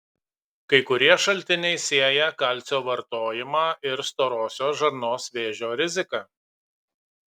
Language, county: Lithuanian, Kaunas